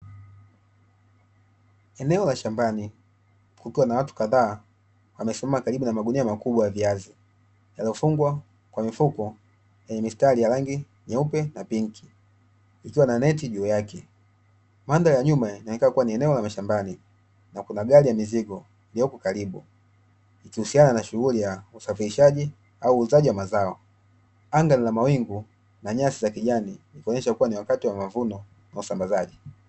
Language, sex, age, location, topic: Swahili, male, 25-35, Dar es Salaam, agriculture